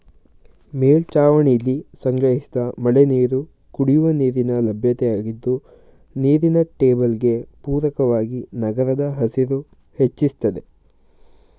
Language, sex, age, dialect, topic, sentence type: Kannada, male, 18-24, Mysore Kannada, agriculture, statement